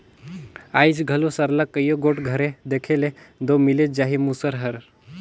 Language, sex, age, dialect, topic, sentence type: Chhattisgarhi, male, 18-24, Northern/Bhandar, agriculture, statement